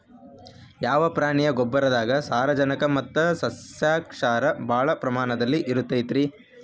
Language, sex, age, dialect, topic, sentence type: Kannada, male, 25-30, Dharwad Kannada, agriculture, question